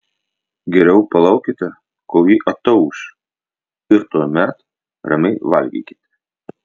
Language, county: Lithuanian, Vilnius